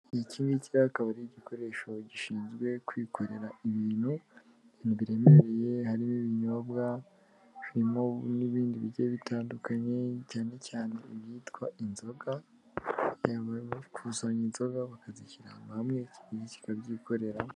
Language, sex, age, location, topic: Kinyarwanda, female, 18-24, Kigali, government